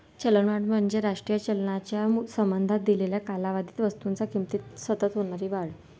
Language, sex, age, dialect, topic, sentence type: Marathi, female, 18-24, Varhadi, banking, statement